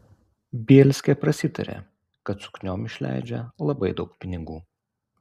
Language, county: Lithuanian, Utena